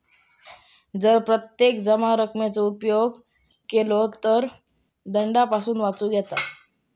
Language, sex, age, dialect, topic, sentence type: Marathi, male, 31-35, Southern Konkan, banking, statement